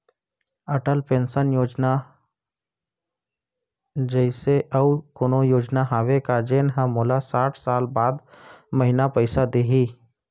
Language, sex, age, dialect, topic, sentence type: Chhattisgarhi, male, 31-35, Central, banking, question